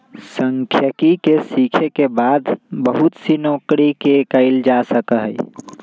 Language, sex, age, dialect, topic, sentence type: Magahi, male, 18-24, Western, banking, statement